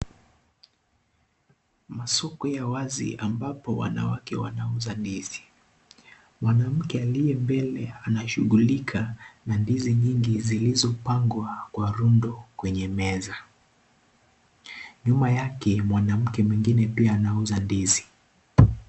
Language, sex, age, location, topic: Swahili, male, 18-24, Kisii, agriculture